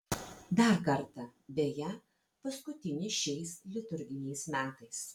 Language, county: Lithuanian, Vilnius